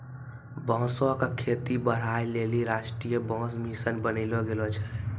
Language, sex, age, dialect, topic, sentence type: Maithili, male, 18-24, Angika, agriculture, statement